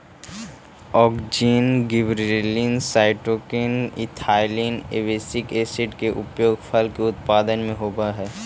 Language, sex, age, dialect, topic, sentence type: Magahi, male, 18-24, Central/Standard, banking, statement